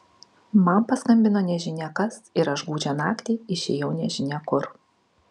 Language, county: Lithuanian, Kaunas